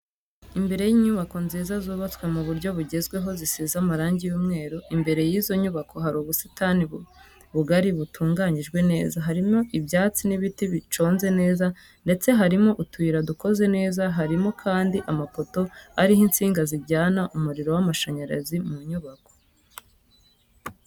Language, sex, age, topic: Kinyarwanda, female, 25-35, education